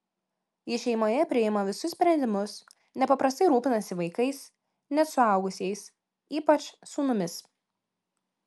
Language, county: Lithuanian, Klaipėda